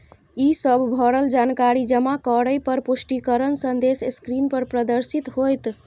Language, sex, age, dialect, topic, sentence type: Maithili, female, 25-30, Eastern / Thethi, banking, statement